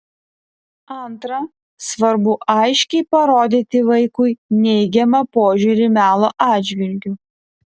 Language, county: Lithuanian, Vilnius